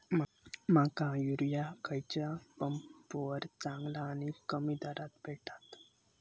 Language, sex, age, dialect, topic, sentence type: Marathi, male, 18-24, Southern Konkan, agriculture, question